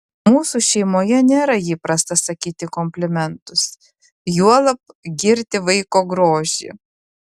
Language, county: Lithuanian, Klaipėda